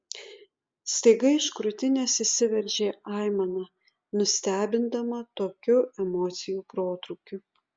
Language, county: Lithuanian, Utena